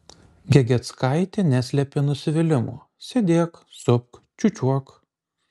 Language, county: Lithuanian, Kaunas